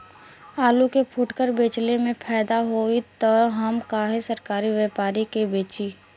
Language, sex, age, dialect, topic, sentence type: Bhojpuri, female, 18-24, Western, agriculture, question